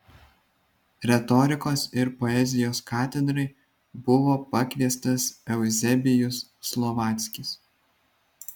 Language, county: Lithuanian, Vilnius